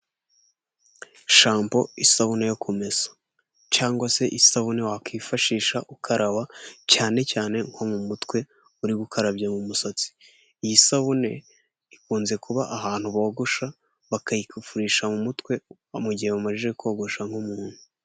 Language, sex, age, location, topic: Kinyarwanda, male, 18-24, Huye, health